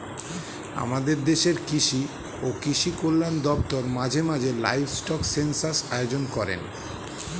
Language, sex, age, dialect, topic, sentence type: Bengali, male, 41-45, Standard Colloquial, agriculture, statement